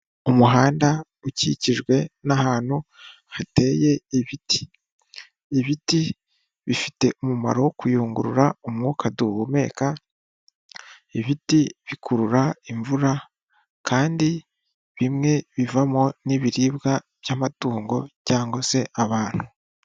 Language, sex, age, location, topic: Kinyarwanda, male, 25-35, Huye, government